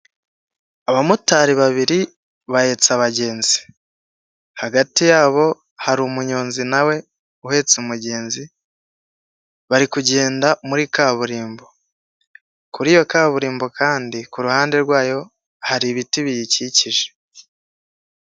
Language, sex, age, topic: Kinyarwanda, male, 18-24, government